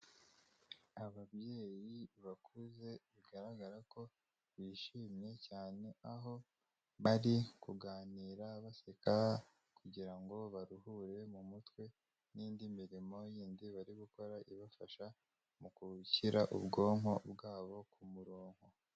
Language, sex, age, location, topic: Kinyarwanda, male, 25-35, Kigali, health